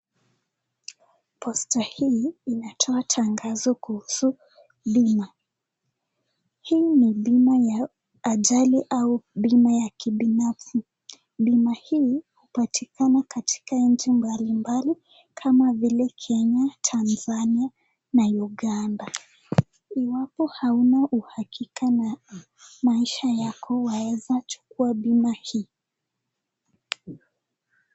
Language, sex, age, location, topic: Swahili, female, 18-24, Nakuru, finance